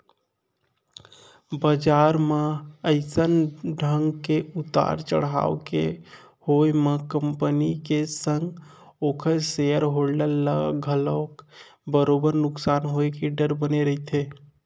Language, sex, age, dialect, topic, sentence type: Chhattisgarhi, male, 25-30, Central, banking, statement